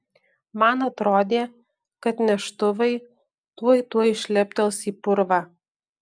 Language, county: Lithuanian, Alytus